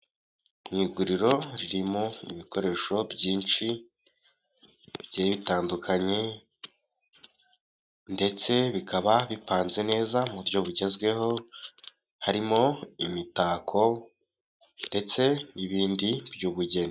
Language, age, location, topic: Kinyarwanda, 18-24, Kigali, finance